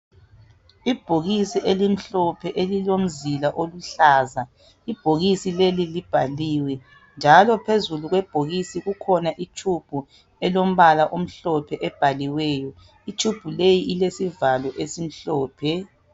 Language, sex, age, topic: North Ndebele, male, 36-49, health